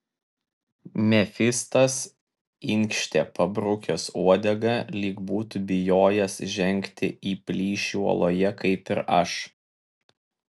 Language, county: Lithuanian, Vilnius